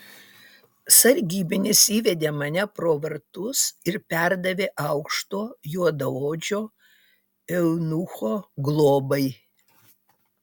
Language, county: Lithuanian, Utena